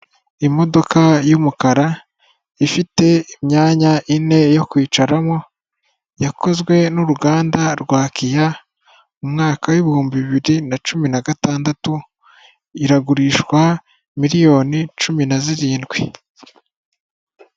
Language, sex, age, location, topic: Kinyarwanda, female, 18-24, Kigali, finance